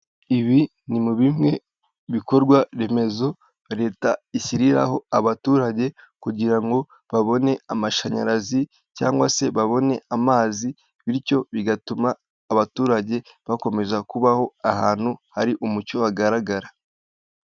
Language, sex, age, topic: Kinyarwanda, male, 18-24, government